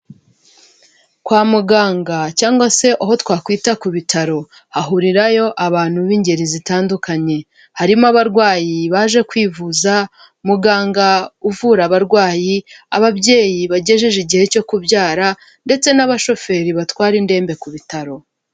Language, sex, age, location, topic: Kinyarwanda, female, 25-35, Kigali, government